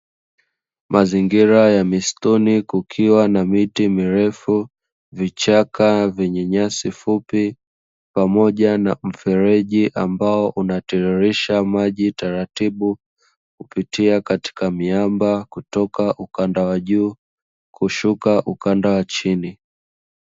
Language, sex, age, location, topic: Swahili, male, 25-35, Dar es Salaam, agriculture